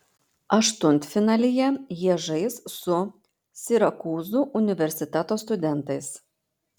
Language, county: Lithuanian, Panevėžys